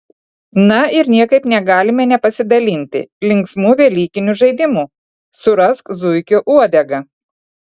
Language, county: Lithuanian, Telšiai